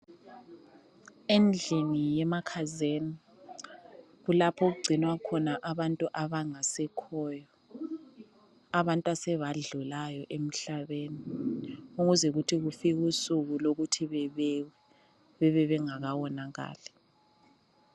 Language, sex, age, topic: North Ndebele, female, 25-35, health